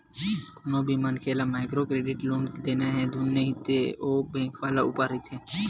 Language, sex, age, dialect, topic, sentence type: Chhattisgarhi, male, 18-24, Western/Budati/Khatahi, banking, statement